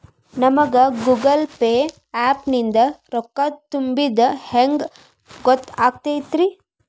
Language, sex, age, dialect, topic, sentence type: Kannada, female, 25-30, Dharwad Kannada, banking, question